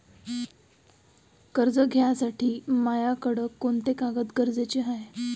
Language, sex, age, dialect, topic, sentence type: Marathi, female, 18-24, Varhadi, banking, question